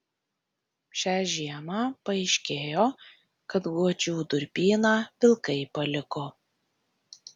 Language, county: Lithuanian, Tauragė